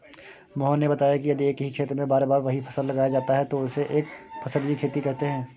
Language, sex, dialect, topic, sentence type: Hindi, male, Kanauji Braj Bhasha, agriculture, statement